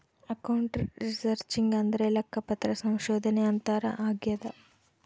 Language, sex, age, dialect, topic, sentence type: Kannada, female, 25-30, Central, banking, statement